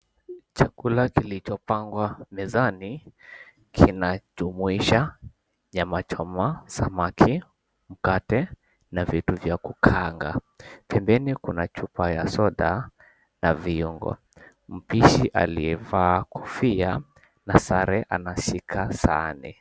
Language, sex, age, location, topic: Swahili, male, 18-24, Mombasa, agriculture